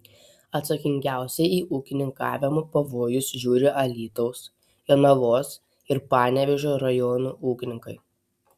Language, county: Lithuanian, Telšiai